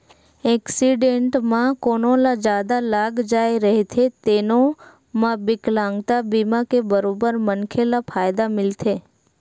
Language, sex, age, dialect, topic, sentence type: Chhattisgarhi, female, 25-30, Western/Budati/Khatahi, banking, statement